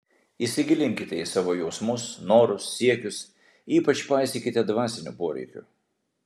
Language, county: Lithuanian, Vilnius